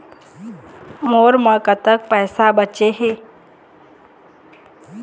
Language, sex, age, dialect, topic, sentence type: Chhattisgarhi, female, 18-24, Eastern, banking, question